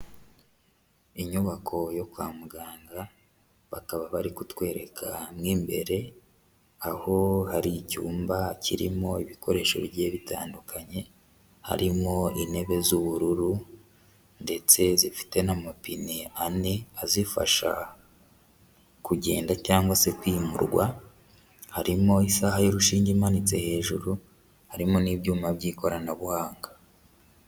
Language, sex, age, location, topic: Kinyarwanda, male, 25-35, Huye, health